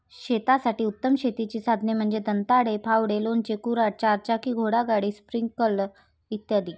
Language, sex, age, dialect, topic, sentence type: Marathi, female, 36-40, Varhadi, agriculture, statement